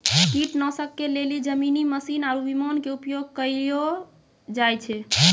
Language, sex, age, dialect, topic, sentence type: Maithili, female, 18-24, Angika, agriculture, statement